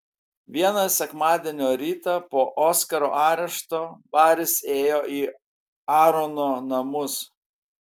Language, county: Lithuanian, Kaunas